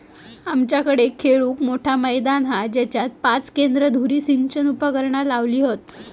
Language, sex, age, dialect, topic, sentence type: Marathi, female, 18-24, Southern Konkan, agriculture, statement